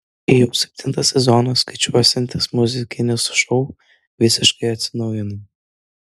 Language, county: Lithuanian, Vilnius